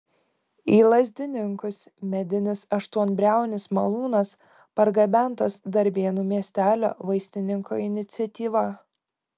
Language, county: Lithuanian, Kaunas